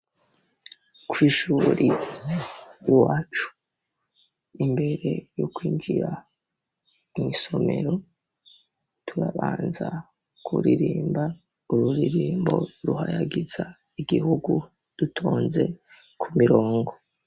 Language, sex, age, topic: Rundi, male, 18-24, education